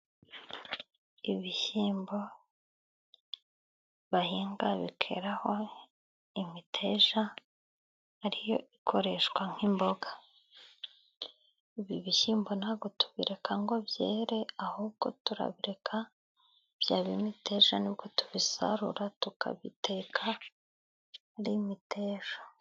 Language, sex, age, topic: Kinyarwanda, female, 18-24, agriculture